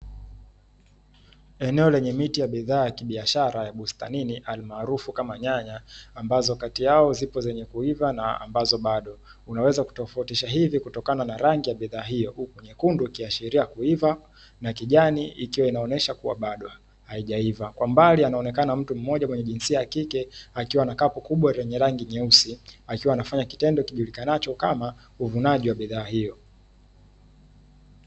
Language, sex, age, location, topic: Swahili, male, 18-24, Dar es Salaam, agriculture